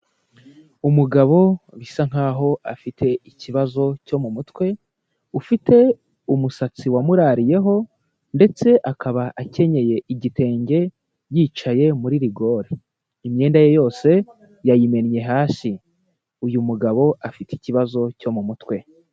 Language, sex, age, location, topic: Kinyarwanda, male, 18-24, Huye, health